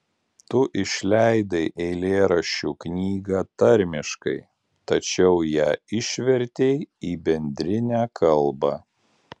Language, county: Lithuanian, Alytus